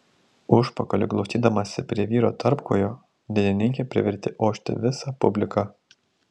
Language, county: Lithuanian, Tauragė